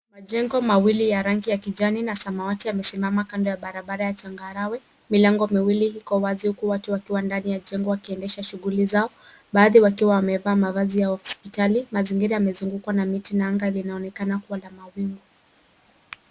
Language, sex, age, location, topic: Swahili, female, 18-24, Nairobi, health